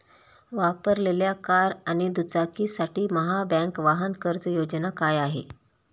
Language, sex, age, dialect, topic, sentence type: Marathi, female, 31-35, Standard Marathi, banking, question